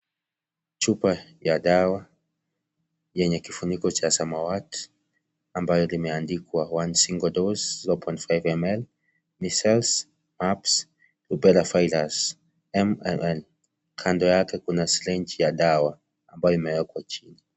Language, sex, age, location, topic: Swahili, male, 25-35, Kisii, health